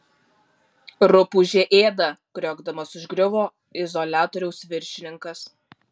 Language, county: Lithuanian, Alytus